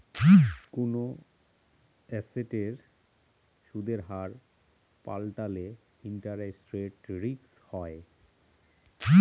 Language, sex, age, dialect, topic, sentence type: Bengali, male, 31-35, Northern/Varendri, banking, statement